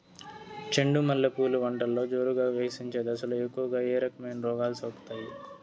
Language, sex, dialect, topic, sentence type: Telugu, male, Southern, agriculture, question